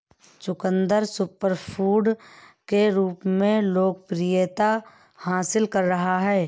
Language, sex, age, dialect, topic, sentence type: Hindi, female, 31-35, Awadhi Bundeli, agriculture, statement